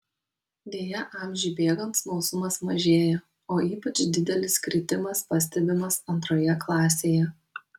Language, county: Lithuanian, Kaunas